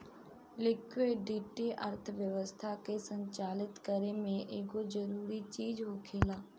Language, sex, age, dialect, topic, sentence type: Bhojpuri, female, 25-30, Southern / Standard, banking, statement